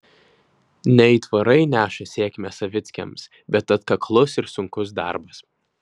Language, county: Lithuanian, Vilnius